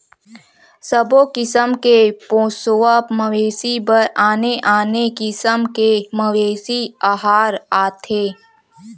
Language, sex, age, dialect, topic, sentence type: Chhattisgarhi, female, 18-24, Western/Budati/Khatahi, agriculture, statement